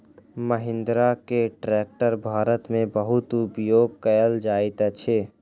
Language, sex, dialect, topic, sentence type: Maithili, male, Southern/Standard, agriculture, statement